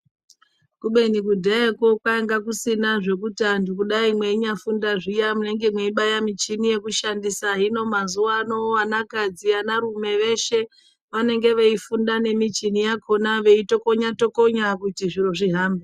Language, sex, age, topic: Ndau, male, 36-49, health